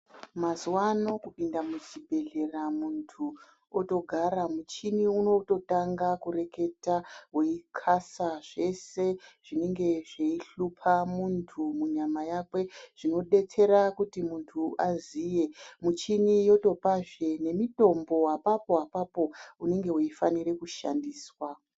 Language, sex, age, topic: Ndau, male, 25-35, health